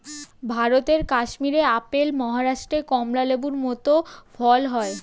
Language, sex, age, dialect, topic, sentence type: Bengali, female, 18-24, Standard Colloquial, agriculture, statement